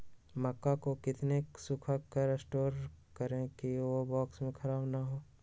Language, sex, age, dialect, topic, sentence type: Magahi, male, 18-24, Western, agriculture, question